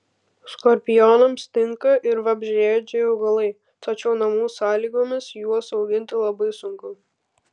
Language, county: Lithuanian, Kaunas